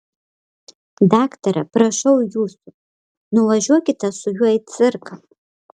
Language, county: Lithuanian, Panevėžys